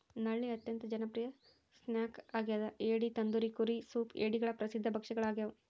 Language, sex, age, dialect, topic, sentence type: Kannada, female, 41-45, Central, agriculture, statement